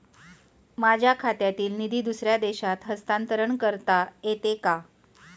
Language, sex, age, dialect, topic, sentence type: Marathi, female, 41-45, Standard Marathi, banking, question